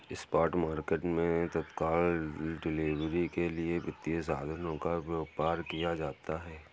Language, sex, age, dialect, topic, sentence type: Hindi, male, 18-24, Awadhi Bundeli, banking, statement